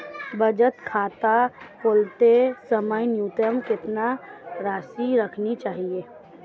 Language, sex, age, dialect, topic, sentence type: Hindi, female, 25-30, Marwari Dhudhari, banking, question